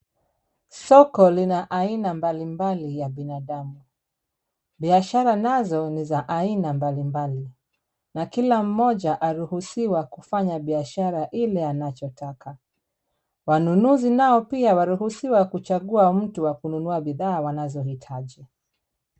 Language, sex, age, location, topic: Swahili, female, 36-49, Kisumu, finance